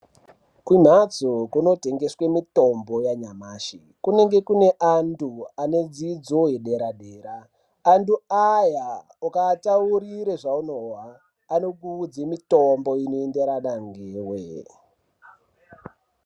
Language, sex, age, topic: Ndau, male, 18-24, health